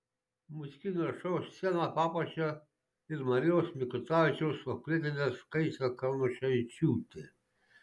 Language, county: Lithuanian, Šiauliai